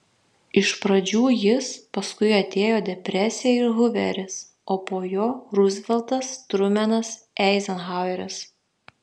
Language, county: Lithuanian, Šiauliai